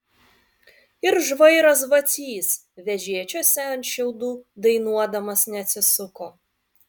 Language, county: Lithuanian, Vilnius